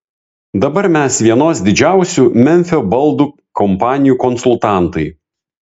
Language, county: Lithuanian, Vilnius